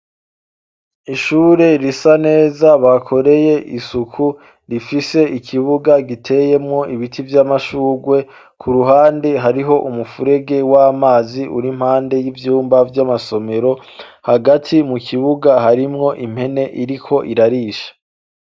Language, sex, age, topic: Rundi, male, 25-35, education